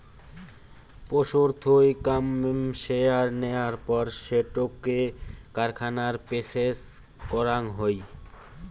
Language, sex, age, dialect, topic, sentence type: Bengali, male, <18, Rajbangshi, agriculture, statement